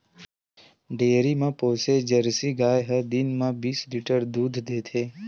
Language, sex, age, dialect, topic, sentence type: Chhattisgarhi, male, 18-24, Western/Budati/Khatahi, agriculture, statement